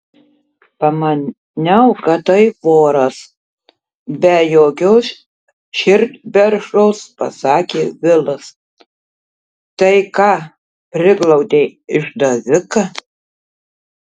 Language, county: Lithuanian, Tauragė